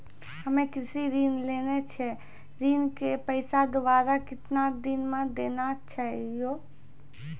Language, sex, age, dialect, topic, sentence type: Maithili, female, 56-60, Angika, banking, question